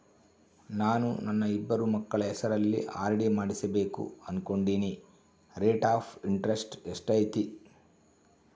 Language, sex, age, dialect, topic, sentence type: Kannada, male, 51-55, Central, banking, question